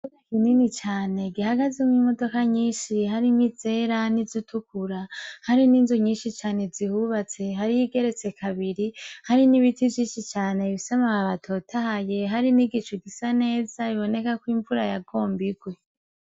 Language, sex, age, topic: Rundi, female, 18-24, education